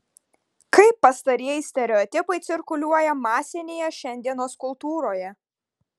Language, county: Lithuanian, Vilnius